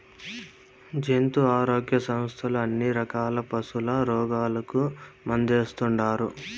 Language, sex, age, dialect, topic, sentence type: Telugu, male, 25-30, Southern, agriculture, statement